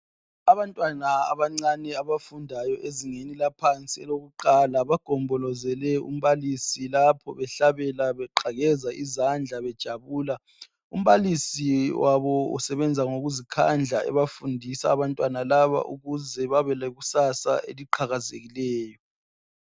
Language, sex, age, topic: North Ndebele, female, 18-24, education